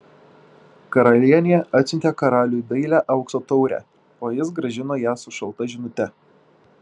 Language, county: Lithuanian, Šiauliai